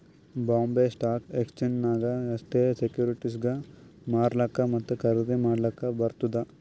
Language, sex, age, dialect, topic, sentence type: Kannada, male, 18-24, Northeastern, banking, statement